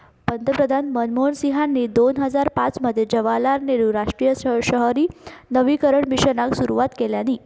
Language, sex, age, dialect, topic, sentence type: Marathi, female, 18-24, Southern Konkan, banking, statement